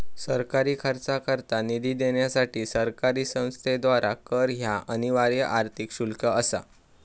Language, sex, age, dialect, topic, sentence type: Marathi, male, 18-24, Southern Konkan, banking, statement